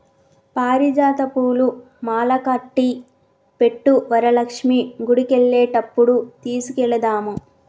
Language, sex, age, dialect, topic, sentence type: Telugu, female, 31-35, Telangana, agriculture, statement